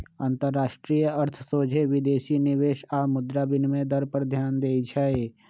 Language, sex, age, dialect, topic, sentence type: Magahi, male, 46-50, Western, banking, statement